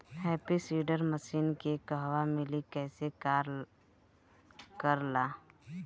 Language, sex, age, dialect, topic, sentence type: Bhojpuri, female, 25-30, Northern, agriculture, question